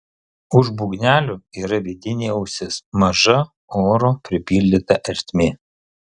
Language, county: Lithuanian, Kaunas